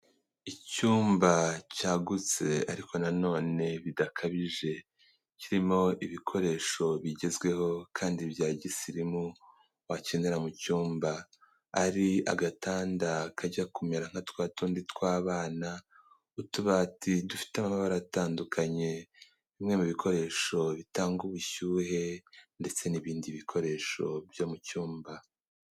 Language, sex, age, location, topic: Kinyarwanda, male, 18-24, Kigali, health